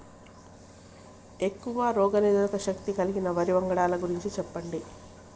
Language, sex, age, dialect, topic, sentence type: Telugu, female, 46-50, Telangana, agriculture, question